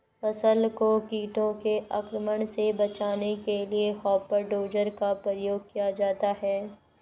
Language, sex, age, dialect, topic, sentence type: Hindi, female, 51-55, Hindustani Malvi Khadi Boli, agriculture, statement